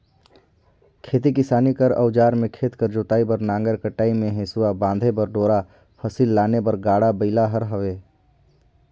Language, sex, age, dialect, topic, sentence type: Chhattisgarhi, male, 18-24, Northern/Bhandar, agriculture, statement